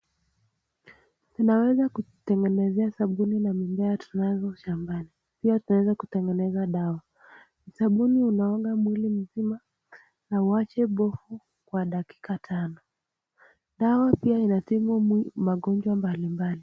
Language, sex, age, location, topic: Swahili, female, 18-24, Nakuru, health